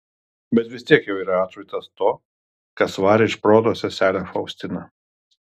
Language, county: Lithuanian, Kaunas